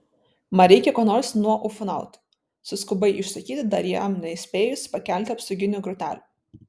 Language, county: Lithuanian, Vilnius